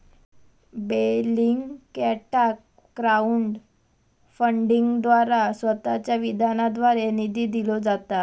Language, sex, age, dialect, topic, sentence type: Marathi, female, 18-24, Southern Konkan, banking, statement